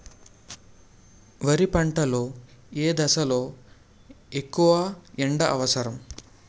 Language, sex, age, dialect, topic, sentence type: Telugu, male, 18-24, Utterandhra, agriculture, question